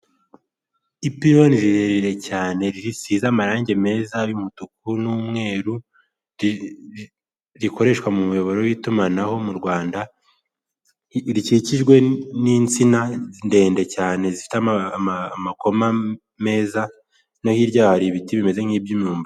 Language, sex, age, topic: Kinyarwanda, male, 18-24, government